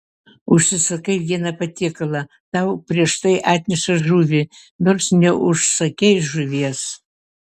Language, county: Lithuanian, Vilnius